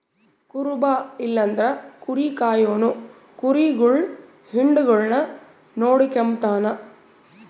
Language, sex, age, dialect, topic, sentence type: Kannada, female, 31-35, Central, agriculture, statement